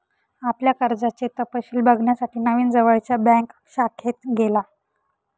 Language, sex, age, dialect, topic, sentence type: Marathi, female, 18-24, Northern Konkan, banking, statement